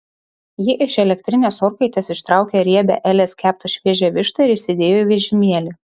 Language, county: Lithuanian, Šiauliai